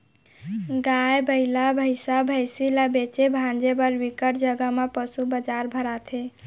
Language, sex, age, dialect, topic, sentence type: Chhattisgarhi, female, 18-24, Central, agriculture, statement